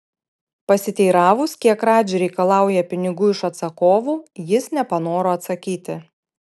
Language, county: Lithuanian, Panevėžys